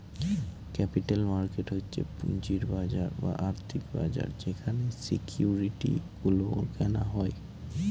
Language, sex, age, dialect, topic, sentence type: Bengali, male, 18-24, Northern/Varendri, banking, statement